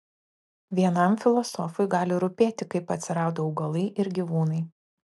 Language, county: Lithuanian, Klaipėda